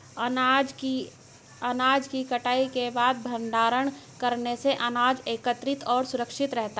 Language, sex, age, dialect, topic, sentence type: Hindi, female, 60-100, Hindustani Malvi Khadi Boli, agriculture, statement